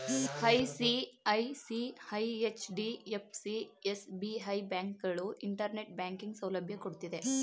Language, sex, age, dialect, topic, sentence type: Kannada, male, 31-35, Mysore Kannada, banking, statement